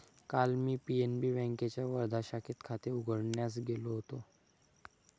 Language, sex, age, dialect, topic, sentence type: Marathi, male, 25-30, Standard Marathi, banking, statement